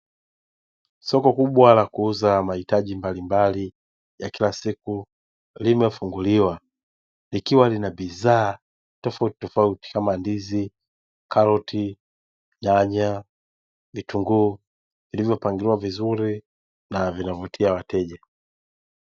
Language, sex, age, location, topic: Swahili, male, 18-24, Dar es Salaam, finance